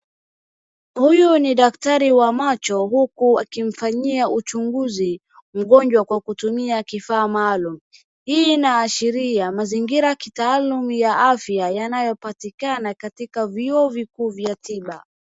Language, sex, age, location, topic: Swahili, female, 18-24, Wajir, health